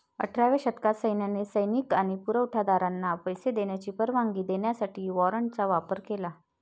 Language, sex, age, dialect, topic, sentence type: Marathi, female, 31-35, Varhadi, banking, statement